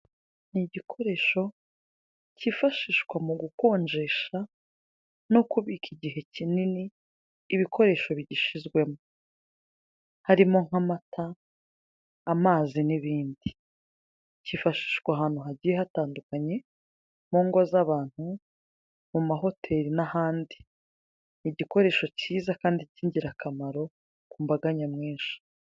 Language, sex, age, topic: Kinyarwanda, female, 25-35, finance